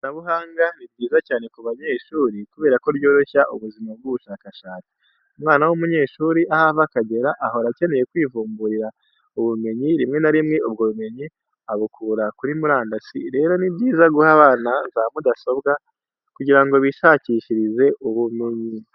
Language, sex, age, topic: Kinyarwanda, male, 18-24, education